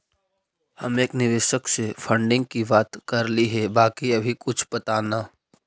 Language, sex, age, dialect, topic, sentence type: Magahi, male, 31-35, Central/Standard, agriculture, statement